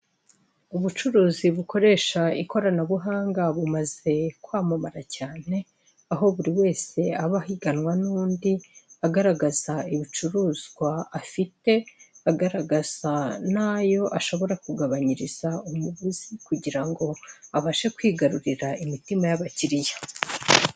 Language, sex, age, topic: Kinyarwanda, male, 36-49, finance